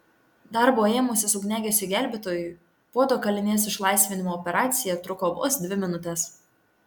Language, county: Lithuanian, Tauragė